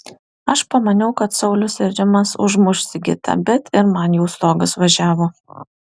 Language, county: Lithuanian, Alytus